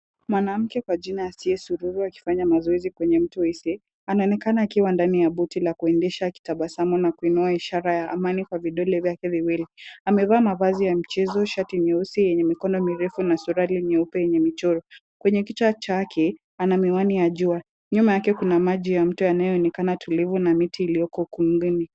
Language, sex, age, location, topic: Swahili, female, 18-24, Kisumu, education